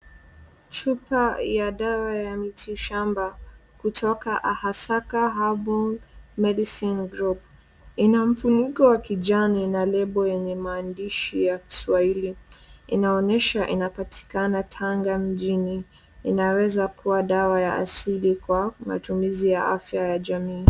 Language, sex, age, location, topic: Swahili, female, 18-24, Wajir, health